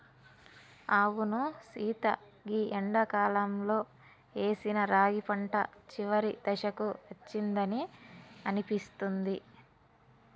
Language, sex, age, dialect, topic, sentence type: Telugu, female, 18-24, Telangana, agriculture, statement